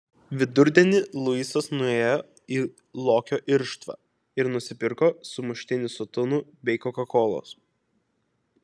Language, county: Lithuanian, Kaunas